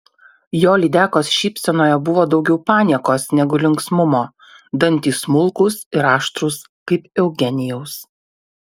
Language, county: Lithuanian, Utena